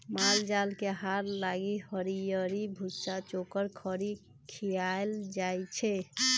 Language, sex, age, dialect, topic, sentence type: Magahi, female, 25-30, Western, agriculture, statement